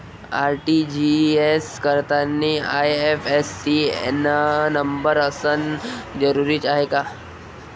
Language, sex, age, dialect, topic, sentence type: Marathi, male, 18-24, Varhadi, banking, question